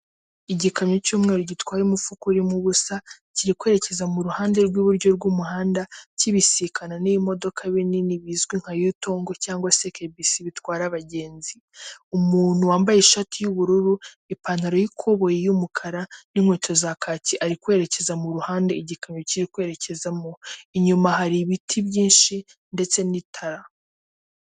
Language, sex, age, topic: Kinyarwanda, female, 18-24, government